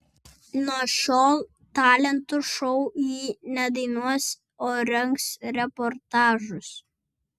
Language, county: Lithuanian, Vilnius